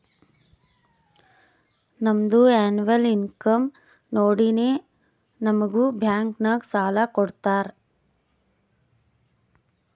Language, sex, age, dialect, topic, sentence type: Kannada, female, 25-30, Northeastern, banking, statement